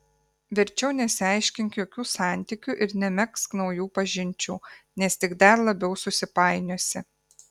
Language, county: Lithuanian, Kaunas